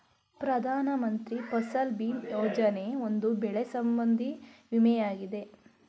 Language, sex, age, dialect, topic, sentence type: Kannada, male, 31-35, Mysore Kannada, agriculture, statement